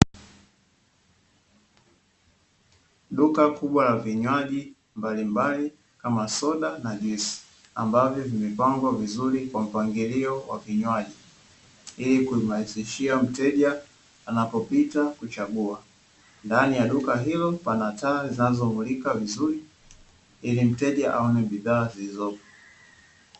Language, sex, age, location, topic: Swahili, male, 18-24, Dar es Salaam, finance